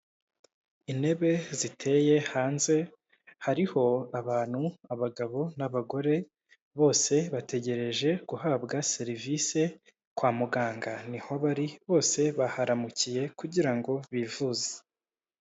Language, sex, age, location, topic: Kinyarwanda, male, 25-35, Kigali, government